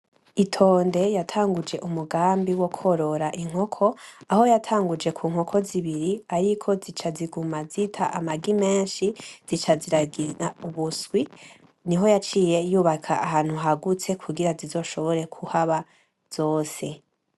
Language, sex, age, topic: Rundi, male, 18-24, agriculture